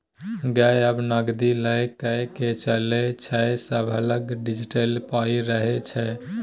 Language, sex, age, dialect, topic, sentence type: Maithili, male, 18-24, Bajjika, banking, statement